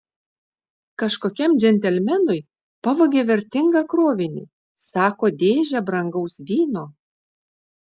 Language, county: Lithuanian, Šiauliai